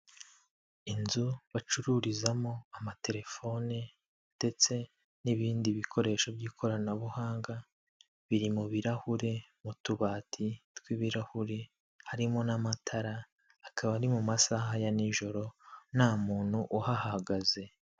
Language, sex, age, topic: Kinyarwanda, male, 25-35, finance